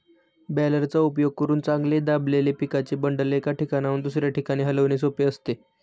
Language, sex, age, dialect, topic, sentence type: Marathi, male, 25-30, Standard Marathi, agriculture, statement